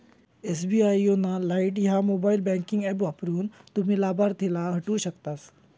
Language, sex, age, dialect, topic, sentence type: Marathi, male, 18-24, Southern Konkan, banking, statement